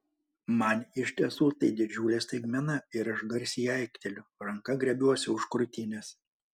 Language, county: Lithuanian, Panevėžys